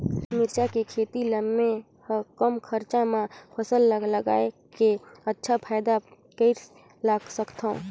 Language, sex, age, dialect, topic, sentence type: Chhattisgarhi, female, 25-30, Northern/Bhandar, agriculture, question